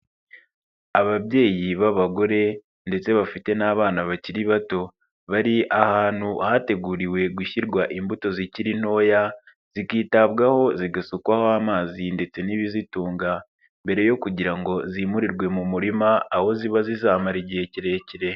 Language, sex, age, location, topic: Kinyarwanda, male, 25-35, Nyagatare, agriculture